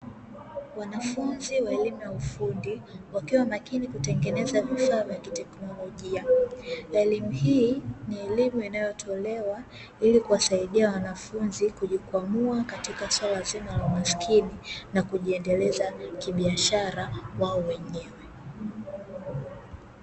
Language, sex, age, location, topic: Swahili, female, 18-24, Dar es Salaam, education